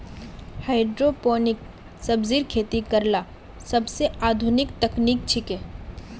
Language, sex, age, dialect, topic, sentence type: Magahi, female, 25-30, Northeastern/Surjapuri, agriculture, statement